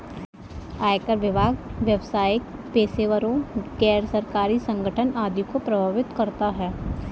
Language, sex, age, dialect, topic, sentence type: Hindi, female, 18-24, Kanauji Braj Bhasha, banking, statement